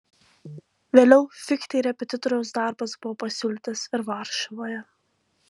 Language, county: Lithuanian, Alytus